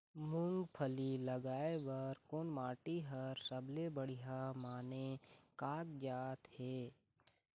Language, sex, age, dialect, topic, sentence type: Chhattisgarhi, male, 18-24, Eastern, agriculture, question